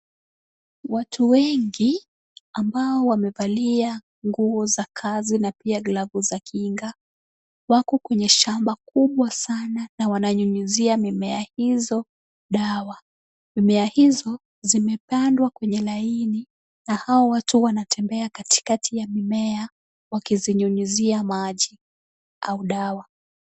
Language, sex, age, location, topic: Swahili, female, 25-35, Kisumu, health